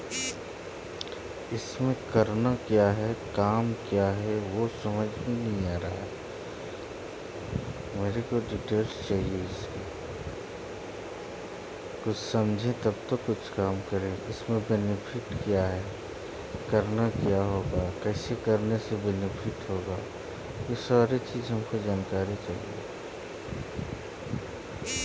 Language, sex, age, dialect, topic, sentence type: Magahi, male, 25-30, Western, agriculture, statement